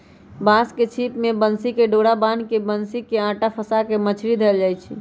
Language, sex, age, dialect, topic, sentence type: Magahi, male, 31-35, Western, agriculture, statement